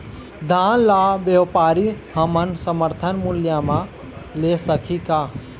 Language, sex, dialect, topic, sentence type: Chhattisgarhi, male, Eastern, agriculture, question